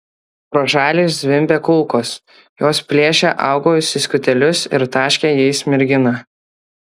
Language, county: Lithuanian, Kaunas